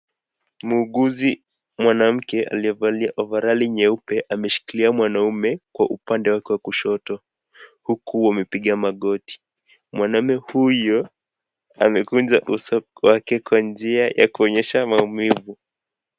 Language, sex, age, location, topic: Swahili, male, 18-24, Nakuru, health